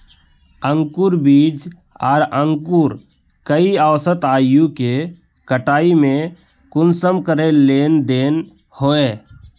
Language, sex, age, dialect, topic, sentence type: Magahi, male, 18-24, Northeastern/Surjapuri, agriculture, question